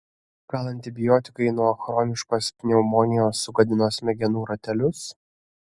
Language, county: Lithuanian, Kaunas